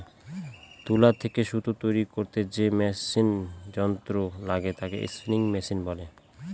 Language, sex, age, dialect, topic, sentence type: Bengali, male, 25-30, Northern/Varendri, agriculture, statement